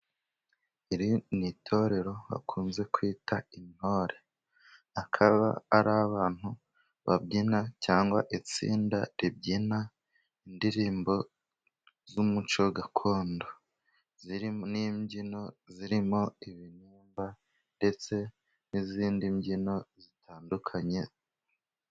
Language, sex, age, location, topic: Kinyarwanda, male, 25-35, Musanze, government